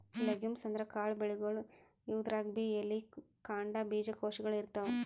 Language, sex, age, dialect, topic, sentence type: Kannada, female, 18-24, Northeastern, agriculture, statement